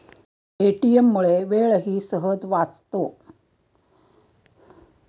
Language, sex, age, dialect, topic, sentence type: Marathi, female, 60-100, Standard Marathi, banking, statement